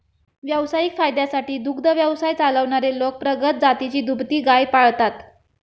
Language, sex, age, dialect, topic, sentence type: Marathi, female, 25-30, Standard Marathi, agriculture, statement